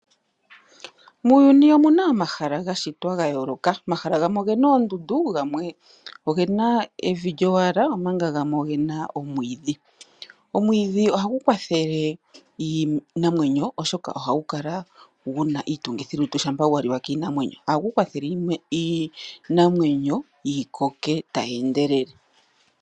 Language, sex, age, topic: Oshiwambo, female, 25-35, agriculture